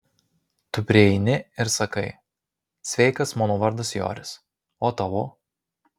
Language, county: Lithuanian, Marijampolė